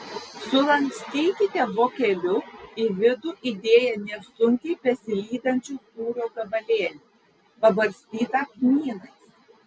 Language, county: Lithuanian, Vilnius